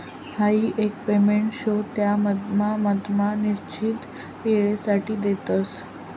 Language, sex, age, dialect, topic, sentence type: Marathi, female, 25-30, Northern Konkan, banking, statement